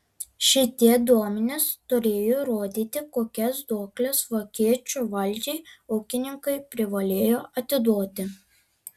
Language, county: Lithuanian, Alytus